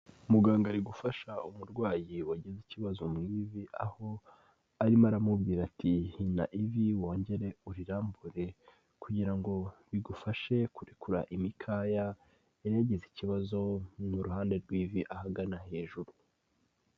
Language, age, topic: Kinyarwanda, 18-24, health